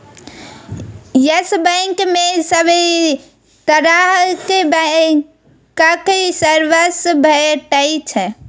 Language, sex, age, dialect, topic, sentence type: Maithili, female, 25-30, Bajjika, banking, statement